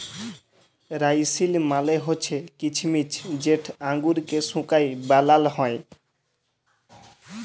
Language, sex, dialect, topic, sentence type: Bengali, male, Jharkhandi, agriculture, statement